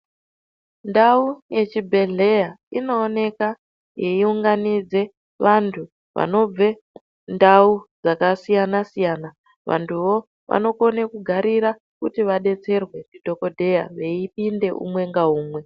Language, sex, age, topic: Ndau, female, 18-24, health